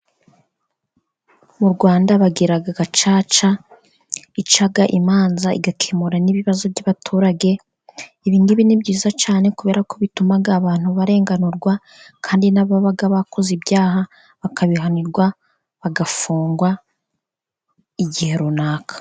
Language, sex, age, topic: Kinyarwanda, female, 18-24, government